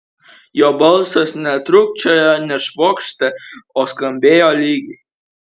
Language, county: Lithuanian, Kaunas